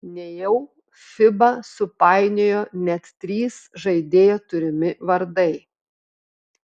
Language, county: Lithuanian, Telšiai